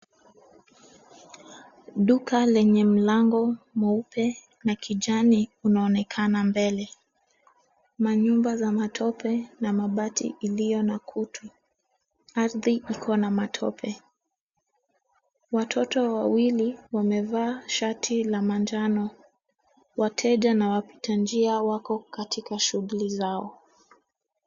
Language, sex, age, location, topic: Swahili, female, 18-24, Nairobi, government